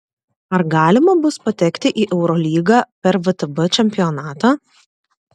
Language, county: Lithuanian, Klaipėda